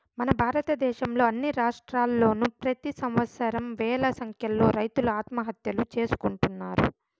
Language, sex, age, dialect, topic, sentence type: Telugu, female, 25-30, Southern, agriculture, statement